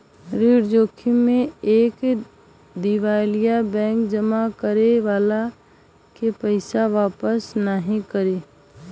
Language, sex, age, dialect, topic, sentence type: Bhojpuri, female, 18-24, Western, banking, statement